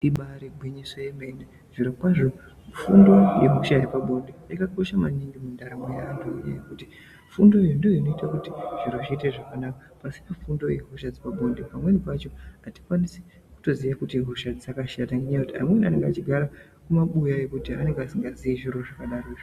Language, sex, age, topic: Ndau, female, 18-24, health